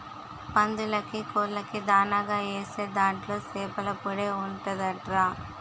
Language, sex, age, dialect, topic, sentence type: Telugu, female, 18-24, Utterandhra, agriculture, statement